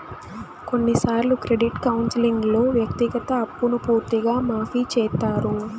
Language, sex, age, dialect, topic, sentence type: Telugu, female, 18-24, Southern, banking, statement